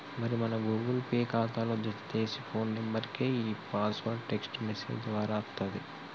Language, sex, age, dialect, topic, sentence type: Telugu, male, 18-24, Telangana, banking, statement